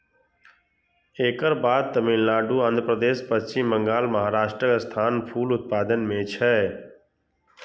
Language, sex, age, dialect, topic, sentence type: Maithili, male, 60-100, Eastern / Thethi, agriculture, statement